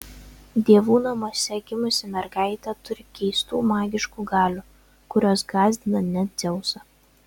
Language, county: Lithuanian, Vilnius